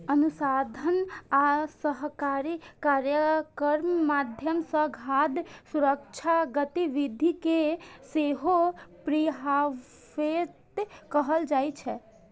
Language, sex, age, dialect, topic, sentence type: Maithili, female, 18-24, Eastern / Thethi, agriculture, statement